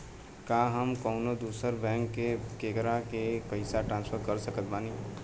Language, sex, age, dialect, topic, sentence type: Bhojpuri, male, 18-24, Southern / Standard, banking, statement